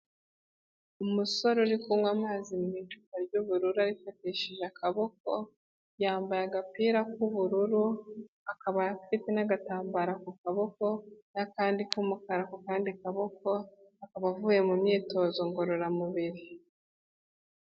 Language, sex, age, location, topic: Kinyarwanda, female, 18-24, Kigali, health